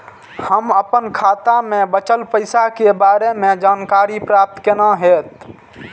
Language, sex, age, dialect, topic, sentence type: Maithili, male, 18-24, Eastern / Thethi, banking, question